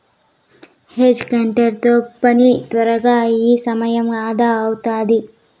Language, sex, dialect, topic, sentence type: Telugu, female, Southern, agriculture, statement